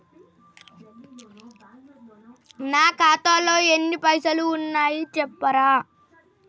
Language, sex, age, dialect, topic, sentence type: Telugu, female, 31-35, Telangana, banking, question